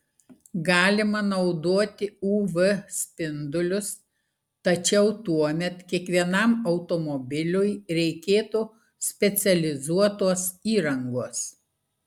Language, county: Lithuanian, Klaipėda